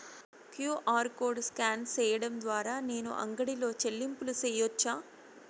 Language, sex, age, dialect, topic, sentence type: Telugu, female, 31-35, Southern, banking, question